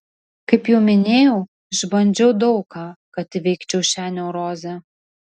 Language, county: Lithuanian, Vilnius